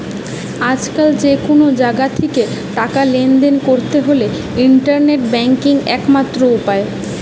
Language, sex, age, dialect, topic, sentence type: Bengali, female, 18-24, Western, banking, statement